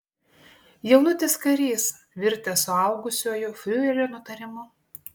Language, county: Lithuanian, Klaipėda